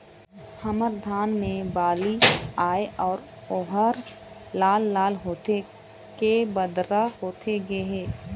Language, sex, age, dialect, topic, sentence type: Chhattisgarhi, female, 25-30, Eastern, agriculture, question